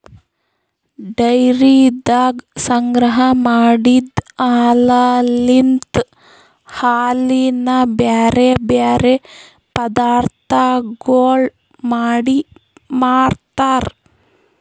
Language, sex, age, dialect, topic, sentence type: Kannada, female, 31-35, Northeastern, agriculture, statement